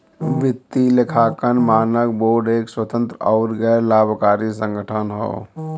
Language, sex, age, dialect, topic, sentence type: Bhojpuri, male, 36-40, Western, banking, statement